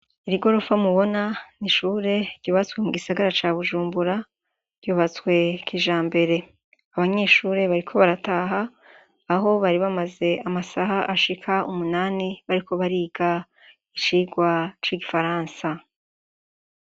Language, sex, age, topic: Rundi, female, 36-49, education